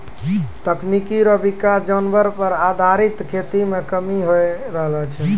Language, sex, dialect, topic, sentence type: Maithili, male, Angika, agriculture, statement